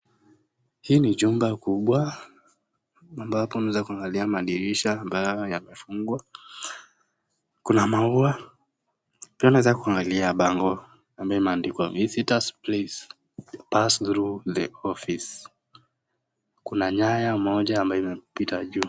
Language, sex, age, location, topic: Swahili, male, 18-24, Nakuru, education